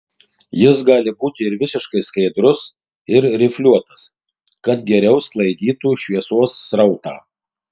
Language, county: Lithuanian, Tauragė